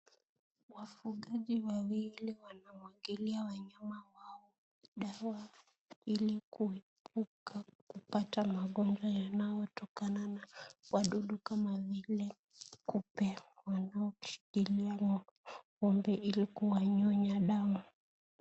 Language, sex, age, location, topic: Swahili, female, 18-24, Kisii, agriculture